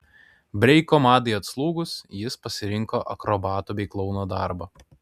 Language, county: Lithuanian, Kaunas